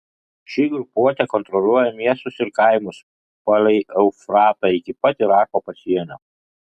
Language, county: Lithuanian, Kaunas